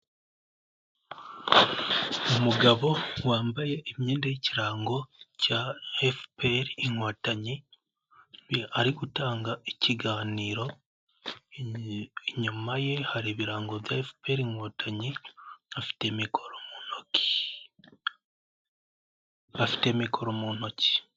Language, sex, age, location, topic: Kinyarwanda, male, 18-24, Nyagatare, government